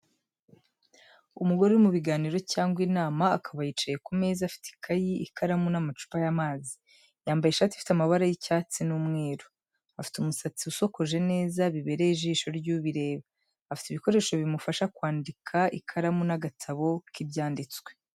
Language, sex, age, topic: Kinyarwanda, female, 25-35, education